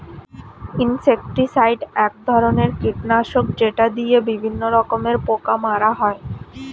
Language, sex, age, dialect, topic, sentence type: Bengali, female, 25-30, Standard Colloquial, agriculture, statement